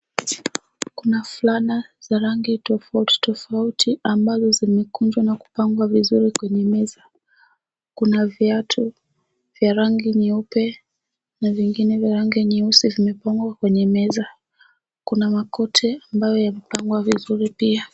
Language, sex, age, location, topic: Swahili, female, 18-24, Nairobi, finance